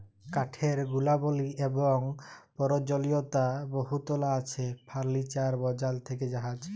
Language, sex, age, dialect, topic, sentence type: Bengali, male, 31-35, Jharkhandi, agriculture, statement